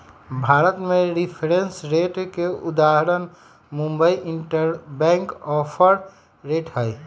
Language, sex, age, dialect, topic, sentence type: Magahi, male, 18-24, Western, banking, statement